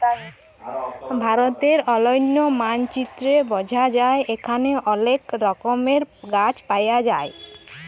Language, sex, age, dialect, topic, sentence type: Bengali, female, 25-30, Jharkhandi, agriculture, statement